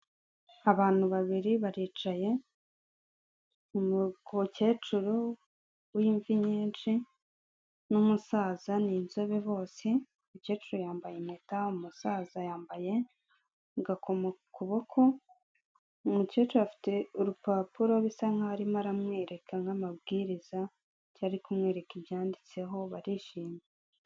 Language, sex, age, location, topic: Kinyarwanda, female, 25-35, Kigali, health